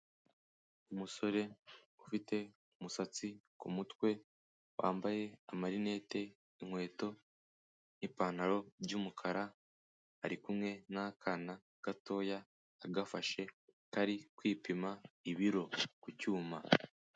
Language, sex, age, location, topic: Kinyarwanda, male, 18-24, Kigali, health